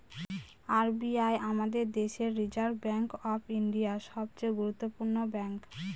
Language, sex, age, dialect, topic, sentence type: Bengali, female, 25-30, Northern/Varendri, banking, statement